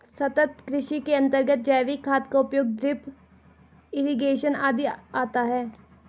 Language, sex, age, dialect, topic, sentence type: Hindi, female, 18-24, Garhwali, agriculture, statement